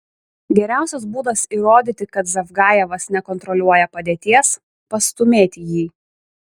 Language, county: Lithuanian, Šiauliai